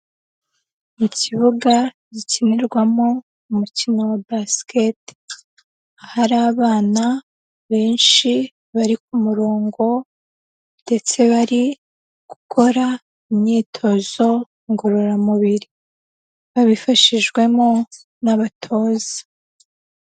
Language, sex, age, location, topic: Kinyarwanda, female, 18-24, Huye, health